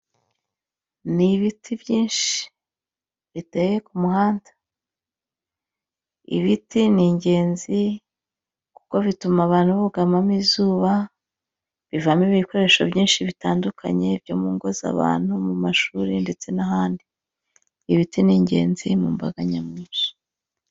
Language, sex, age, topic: Kinyarwanda, female, 25-35, government